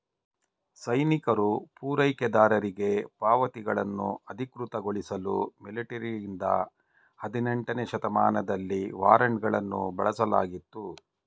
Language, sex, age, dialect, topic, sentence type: Kannada, male, 46-50, Mysore Kannada, banking, statement